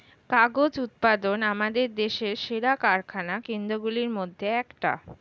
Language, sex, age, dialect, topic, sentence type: Bengali, female, 18-24, Standard Colloquial, agriculture, statement